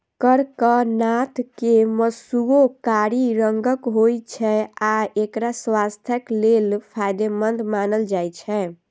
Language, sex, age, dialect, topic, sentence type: Maithili, female, 25-30, Eastern / Thethi, agriculture, statement